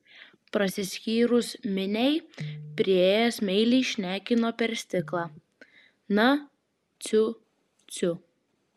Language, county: Lithuanian, Vilnius